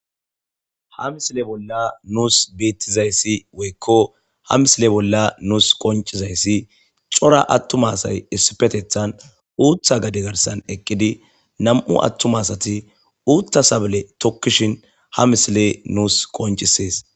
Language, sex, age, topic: Gamo, male, 25-35, agriculture